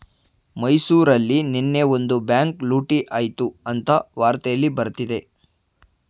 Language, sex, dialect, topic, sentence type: Kannada, male, Mysore Kannada, banking, statement